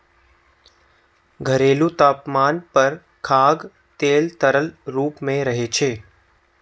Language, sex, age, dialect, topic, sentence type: Maithili, male, 18-24, Eastern / Thethi, agriculture, statement